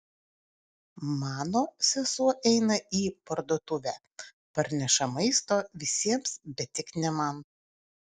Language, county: Lithuanian, Utena